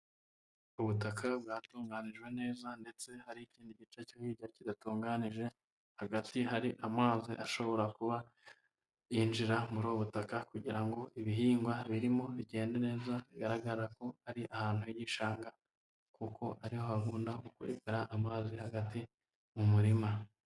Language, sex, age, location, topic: Kinyarwanda, male, 25-35, Huye, agriculture